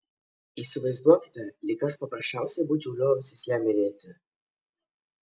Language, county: Lithuanian, Kaunas